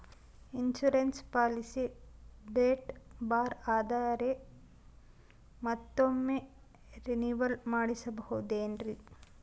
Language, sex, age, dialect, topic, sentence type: Kannada, female, 18-24, Central, banking, question